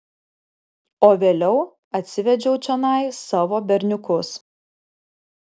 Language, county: Lithuanian, Alytus